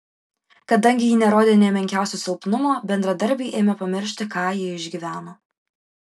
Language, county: Lithuanian, Vilnius